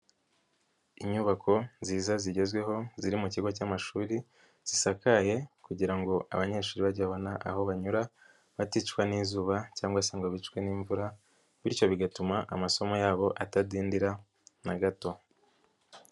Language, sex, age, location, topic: Kinyarwanda, female, 50+, Nyagatare, education